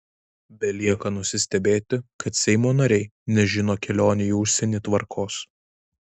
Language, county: Lithuanian, Vilnius